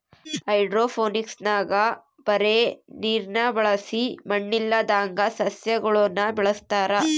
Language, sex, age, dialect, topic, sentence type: Kannada, female, 31-35, Central, agriculture, statement